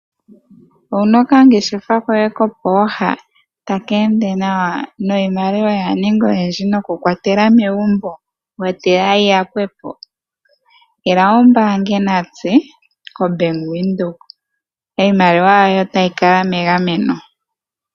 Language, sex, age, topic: Oshiwambo, female, 18-24, finance